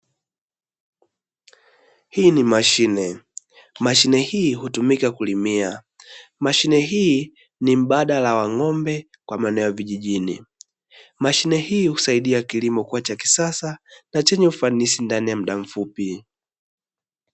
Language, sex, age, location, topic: Swahili, male, 18-24, Dar es Salaam, agriculture